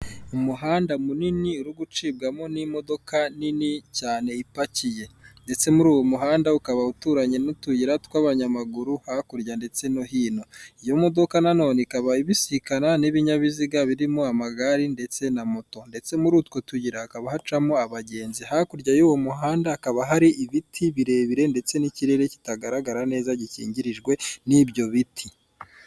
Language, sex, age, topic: Kinyarwanda, male, 25-35, government